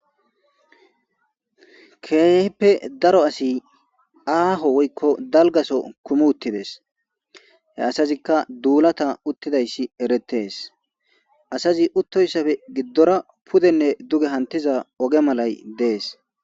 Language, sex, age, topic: Gamo, male, 25-35, government